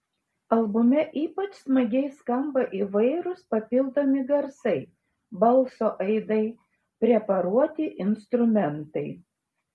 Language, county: Lithuanian, Šiauliai